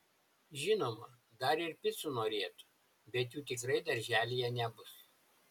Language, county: Lithuanian, Šiauliai